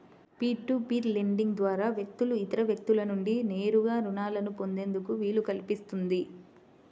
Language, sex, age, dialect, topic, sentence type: Telugu, female, 25-30, Central/Coastal, banking, statement